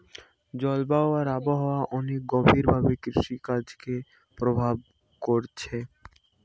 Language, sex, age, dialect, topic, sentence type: Bengali, male, 18-24, Western, agriculture, statement